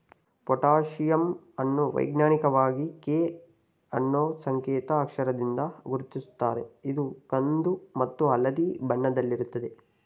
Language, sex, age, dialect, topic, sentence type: Kannada, male, 60-100, Mysore Kannada, agriculture, statement